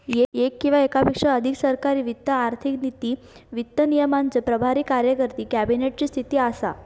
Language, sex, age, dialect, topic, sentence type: Marathi, female, 18-24, Southern Konkan, banking, statement